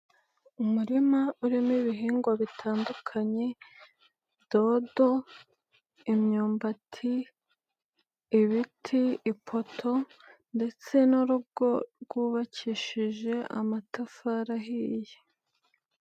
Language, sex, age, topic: Kinyarwanda, female, 18-24, agriculture